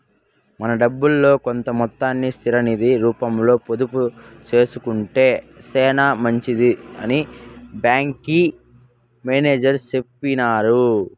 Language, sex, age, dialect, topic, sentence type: Telugu, male, 56-60, Southern, banking, statement